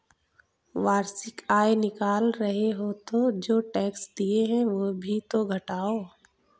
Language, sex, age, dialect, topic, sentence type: Hindi, female, 18-24, Kanauji Braj Bhasha, banking, statement